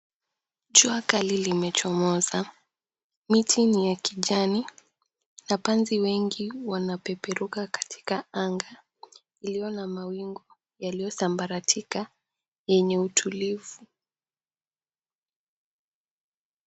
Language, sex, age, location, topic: Swahili, female, 18-24, Mombasa, health